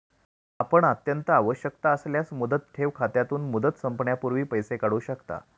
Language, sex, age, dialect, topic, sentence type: Marathi, male, 36-40, Standard Marathi, banking, statement